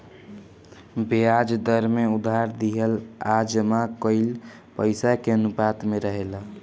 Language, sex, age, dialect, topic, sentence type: Bhojpuri, male, <18, Southern / Standard, banking, statement